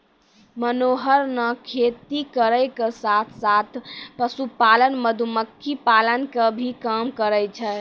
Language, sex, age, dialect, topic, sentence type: Maithili, female, 18-24, Angika, agriculture, statement